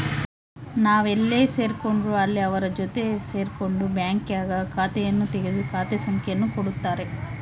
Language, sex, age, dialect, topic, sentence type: Kannada, female, 18-24, Central, banking, statement